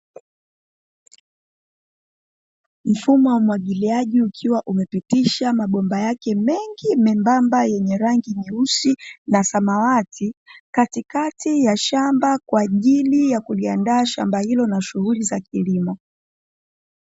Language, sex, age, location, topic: Swahili, female, 25-35, Dar es Salaam, agriculture